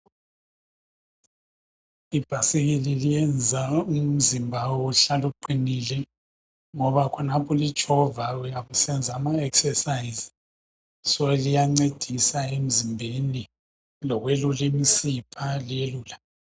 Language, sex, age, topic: North Ndebele, male, 50+, health